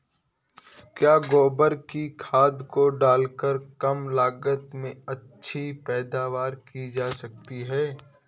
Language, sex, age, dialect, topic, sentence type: Hindi, male, 18-24, Awadhi Bundeli, agriculture, question